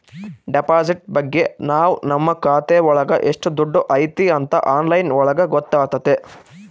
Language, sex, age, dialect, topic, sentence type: Kannada, male, 18-24, Central, banking, statement